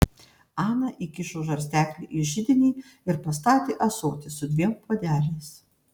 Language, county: Lithuanian, Panevėžys